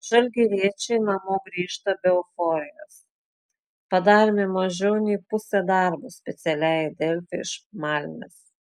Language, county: Lithuanian, Klaipėda